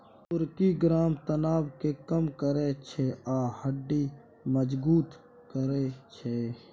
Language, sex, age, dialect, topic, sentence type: Maithili, male, 41-45, Bajjika, agriculture, statement